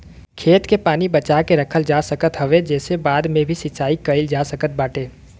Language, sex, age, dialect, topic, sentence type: Bhojpuri, male, 18-24, Western, agriculture, statement